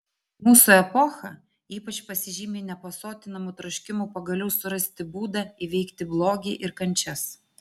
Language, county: Lithuanian, Vilnius